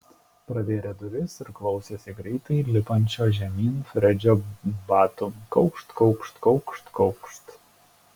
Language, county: Lithuanian, Šiauliai